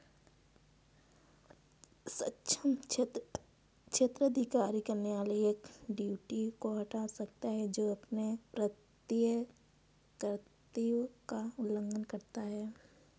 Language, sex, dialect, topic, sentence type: Hindi, female, Kanauji Braj Bhasha, banking, statement